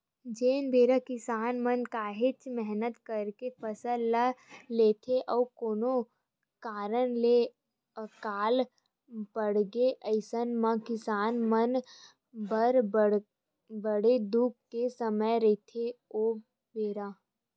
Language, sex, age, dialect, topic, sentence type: Chhattisgarhi, female, 25-30, Western/Budati/Khatahi, banking, statement